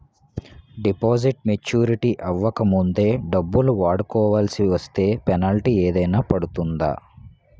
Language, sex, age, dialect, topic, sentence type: Telugu, male, 18-24, Utterandhra, banking, question